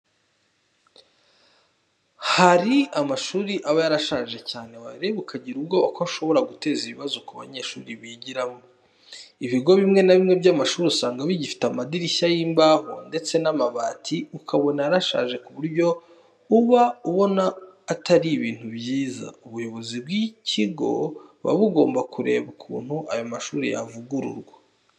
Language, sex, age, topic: Kinyarwanda, male, 25-35, education